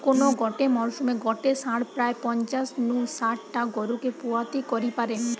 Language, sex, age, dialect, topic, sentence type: Bengali, female, 18-24, Western, agriculture, statement